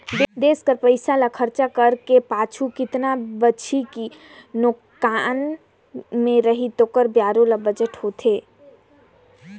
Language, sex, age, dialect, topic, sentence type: Chhattisgarhi, female, 18-24, Northern/Bhandar, banking, statement